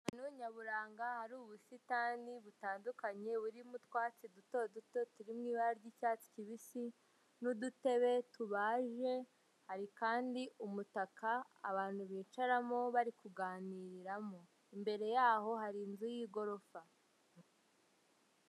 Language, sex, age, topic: Kinyarwanda, female, 50+, finance